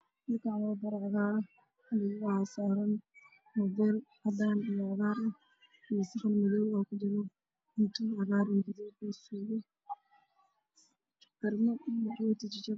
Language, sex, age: Somali, female, 25-35